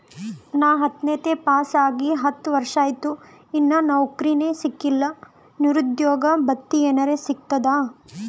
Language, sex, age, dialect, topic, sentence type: Kannada, female, 18-24, Northeastern, banking, question